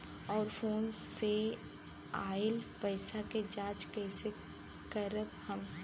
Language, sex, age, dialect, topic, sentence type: Bhojpuri, female, 31-35, Western, banking, question